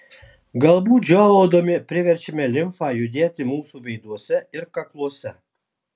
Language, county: Lithuanian, Alytus